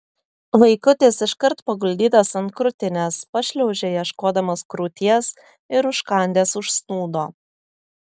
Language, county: Lithuanian, Telšiai